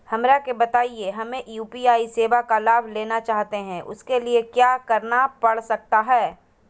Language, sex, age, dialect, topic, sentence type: Magahi, female, 31-35, Southern, banking, question